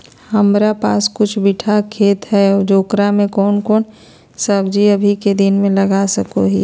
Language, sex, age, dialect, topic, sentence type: Magahi, female, 46-50, Southern, agriculture, question